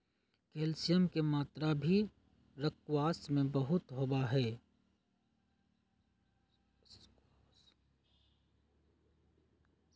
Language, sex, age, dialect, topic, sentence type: Magahi, male, 56-60, Western, agriculture, statement